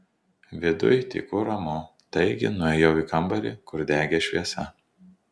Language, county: Lithuanian, Telšiai